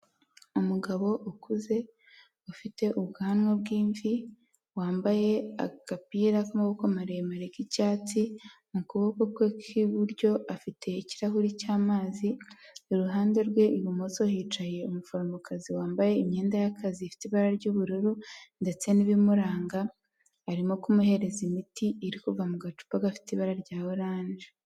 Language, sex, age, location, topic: Kinyarwanda, female, 18-24, Huye, health